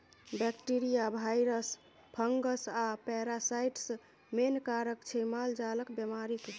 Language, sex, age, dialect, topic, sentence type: Maithili, female, 25-30, Bajjika, agriculture, statement